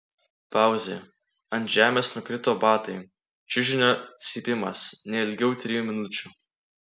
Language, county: Lithuanian, Klaipėda